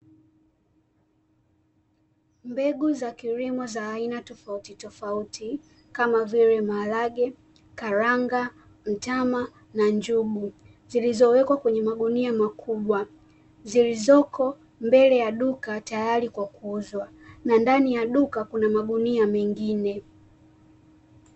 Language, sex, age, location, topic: Swahili, female, 18-24, Dar es Salaam, agriculture